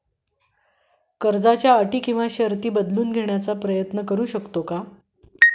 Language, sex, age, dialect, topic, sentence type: Marathi, female, 51-55, Standard Marathi, banking, question